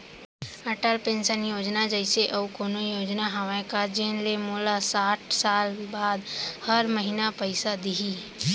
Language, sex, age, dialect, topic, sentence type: Chhattisgarhi, female, 18-24, Central, banking, question